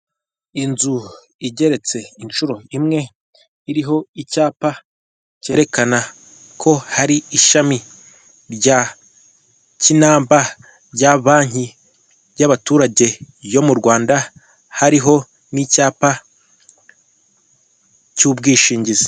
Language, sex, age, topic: Kinyarwanda, male, 18-24, finance